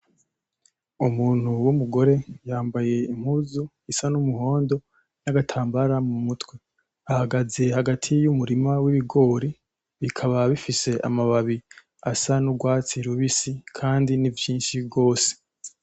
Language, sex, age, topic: Rundi, male, 18-24, agriculture